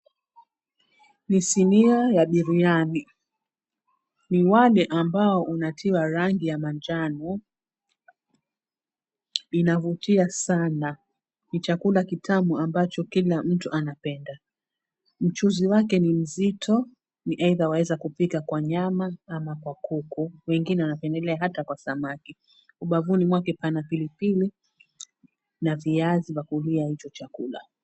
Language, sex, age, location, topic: Swahili, female, 36-49, Mombasa, agriculture